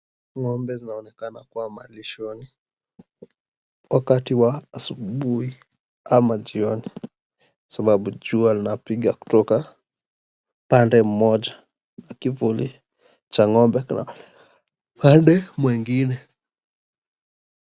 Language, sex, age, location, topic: Swahili, male, 18-24, Mombasa, agriculture